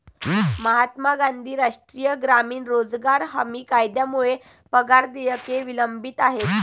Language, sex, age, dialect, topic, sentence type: Marathi, female, 18-24, Varhadi, banking, statement